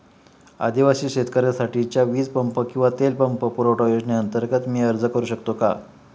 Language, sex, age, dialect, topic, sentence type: Marathi, male, 56-60, Standard Marathi, agriculture, question